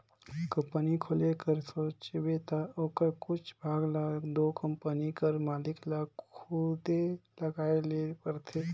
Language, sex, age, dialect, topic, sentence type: Chhattisgarhi, male, 25-30, Northern/Bhandar, banking, statement